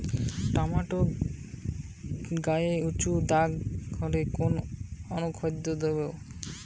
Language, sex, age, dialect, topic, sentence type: Bengali, male, 18-24, Western, agriculture, question